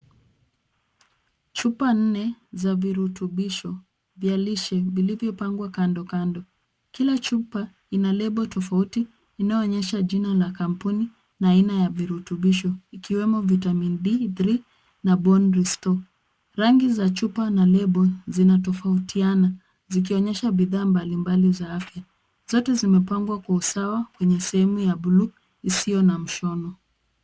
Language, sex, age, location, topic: Swahili, female, 25-35, Kisumu, health